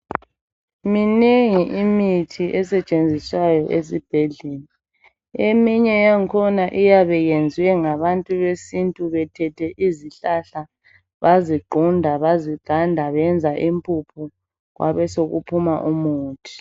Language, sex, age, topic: North Ndebele, female, 50+, health